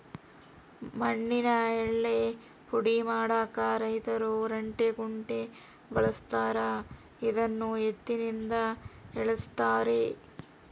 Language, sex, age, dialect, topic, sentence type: Kannada, female, 36-40, Central, agriculture, statement